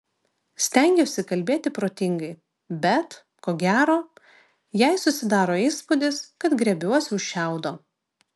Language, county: Lithuanian, Vilnius